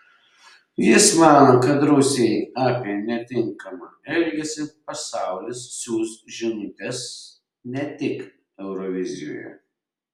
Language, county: Lithuanian, Šiauliai